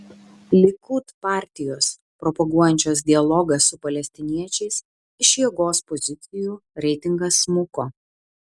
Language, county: Lithuanian, Vilnius